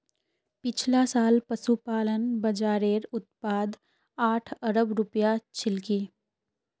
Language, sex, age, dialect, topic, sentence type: Magahi, female, 18-24, Northeastern/Surjapuri, agriculture, statement